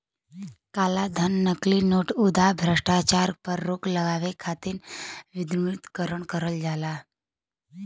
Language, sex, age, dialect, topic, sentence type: Bhojpuri, female, 18-24, Western, banking, statement